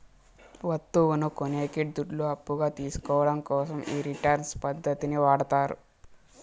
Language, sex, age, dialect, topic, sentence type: Telugu, male, 18-24, Southern, banking, statement